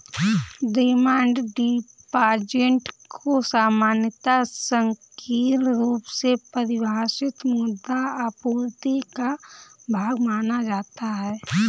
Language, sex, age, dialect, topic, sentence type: Hindi, female, 25-30, Kanauji Braj Bhasha, banking, statement